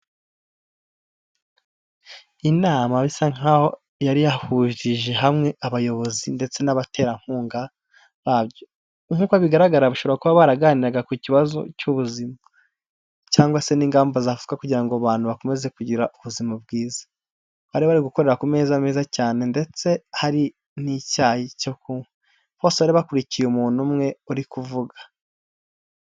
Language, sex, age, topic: Kinyarwanda, male, 18-24, health